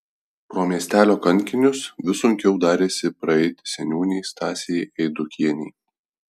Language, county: Lithuanian, Alytus